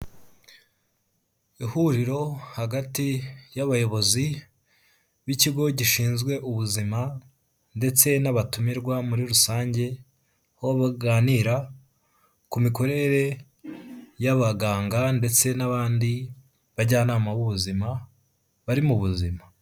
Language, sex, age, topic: Kinyarwanda, male, 18-24, health